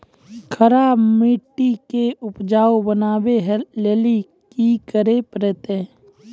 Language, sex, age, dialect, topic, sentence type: Maithili, male, 25-30, Angika, agriculture, question